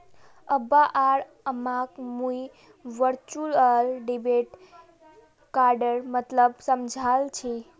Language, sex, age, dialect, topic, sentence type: Magahi, female, 36-40, Northeastern/Surjapuri, banking, statement